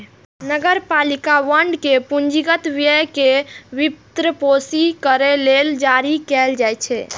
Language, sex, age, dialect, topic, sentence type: Maithili, female, 18-24, Eastern / Thethi, banking, statement